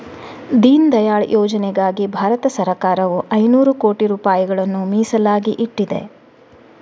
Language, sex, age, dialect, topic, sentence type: Kannada, female, 18-24, Coastal/Dakshin, banking, statement